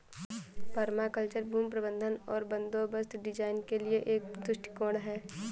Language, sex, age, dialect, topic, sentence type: Hindi, female, 18-24, Awadhi Bundeli, agriculture, statement